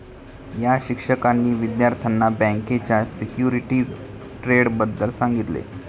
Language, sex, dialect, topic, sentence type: Marathi, male, Standard Marathi, banking, statement